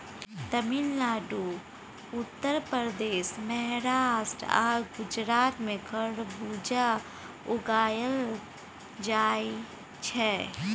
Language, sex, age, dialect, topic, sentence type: Maithili, female, 36-40, Bajjika, agriculture, statement